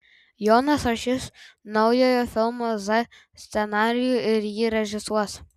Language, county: Lithuanian, Tauragė